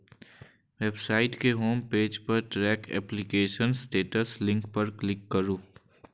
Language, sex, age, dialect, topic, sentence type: Maithili, male, 18-24, Eastern / Thethi, banking, statement